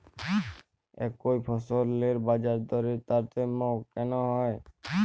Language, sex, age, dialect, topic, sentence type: Bengali, male, 31-35, Jharkhandi, agriculture, question